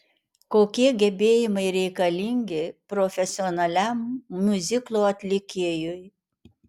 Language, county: Lithuanian, Alytus